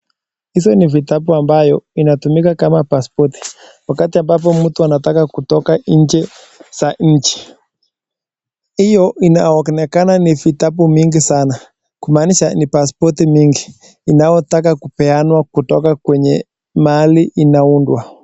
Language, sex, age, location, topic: Swahili, male, 18-24, Nakuru, government